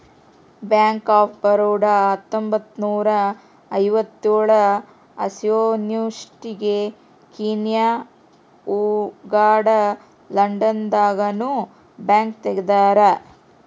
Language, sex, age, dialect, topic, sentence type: Kannada, female, 36-40, Central, banking, statement